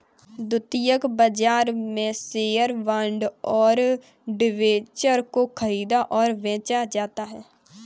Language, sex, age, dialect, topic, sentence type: Hindi, female, 18-24, Kanauji Braj Bhasha, banking, statement